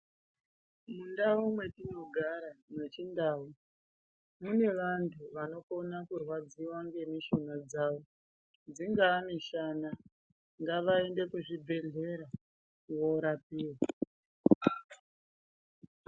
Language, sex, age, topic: Ndau, female, 36-49, health